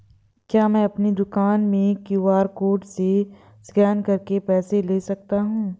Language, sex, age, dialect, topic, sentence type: Hindi, female, 18-24, Awadhi Bundeli, banking, question